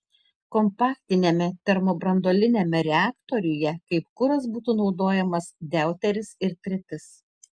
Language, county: Lithuanian, Tauragė